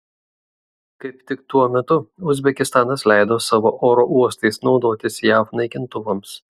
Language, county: Lithuanian, Šiauliai